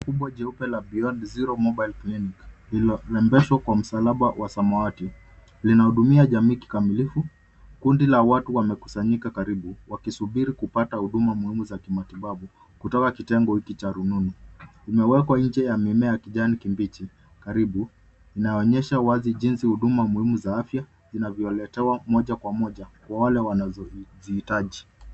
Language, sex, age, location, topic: Swahili, male, 25-35, Nairobi, health